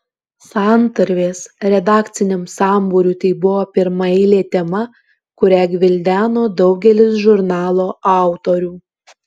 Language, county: Lithuanian, Alytus